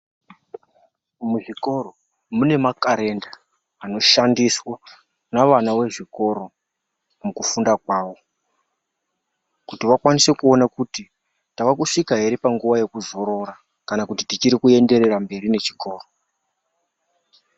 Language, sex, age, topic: Ndau, male, 25-35, education